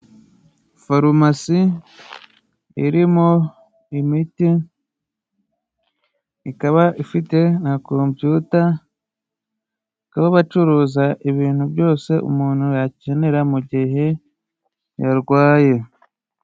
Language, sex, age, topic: Kinyarwanda, male, 25-35, health